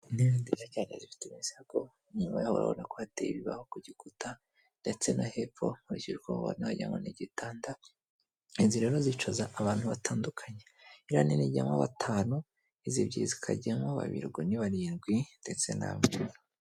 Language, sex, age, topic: Kinyarwanda, male, 25-35, finance